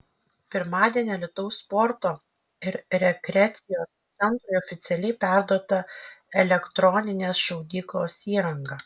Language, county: Lithuanian, Kaunas